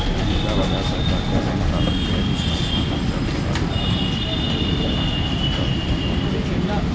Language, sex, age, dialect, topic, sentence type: Maithili, male, 56-60, Eastern / Thethi, banking, statement